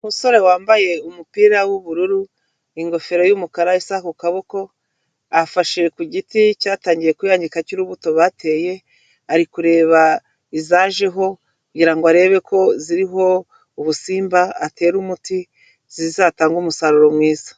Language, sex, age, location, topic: Kinyarwanda, female, 36-49, Kigali, agriculture